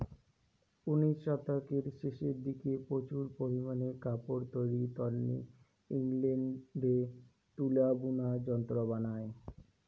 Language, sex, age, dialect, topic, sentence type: Bengali, male, 18-24, Rajbangshi, agriculture, statement